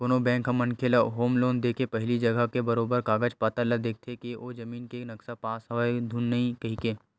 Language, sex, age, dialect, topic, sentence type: Chhattisgarhi, male, 18-24, Western/Budati/Khatahi, banking, statement